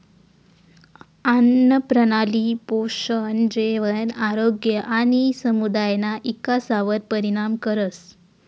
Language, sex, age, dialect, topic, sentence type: Marathi, female, 18-24, Northern Konkan, agriculture, statement